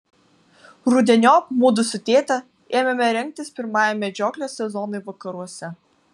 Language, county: Lithuanian, Vilnius